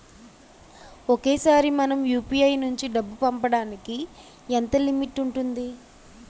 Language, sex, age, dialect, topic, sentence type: Telugu, male, 25-30, Utterandhra, banking, question